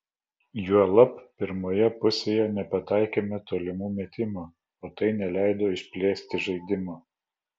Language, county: Lithuanian, Vilnius